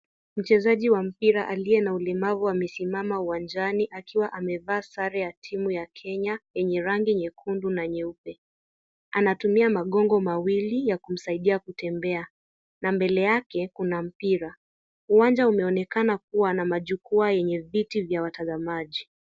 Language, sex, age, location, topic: Swahili, female, 18-24, Kisii, education